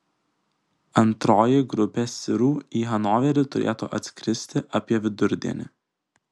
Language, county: Lithuanian, Kaunas